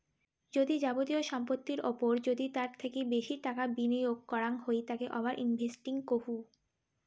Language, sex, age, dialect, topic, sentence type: Bengali, female, 18-24, Rajbangshi, banking, statement